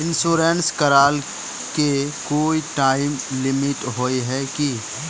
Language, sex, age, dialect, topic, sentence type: Magahi, male, 18-24, Northeastern/Surjapuri, banking, question